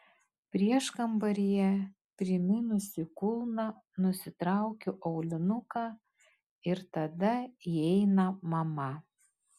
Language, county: Lithuanian, Kaunas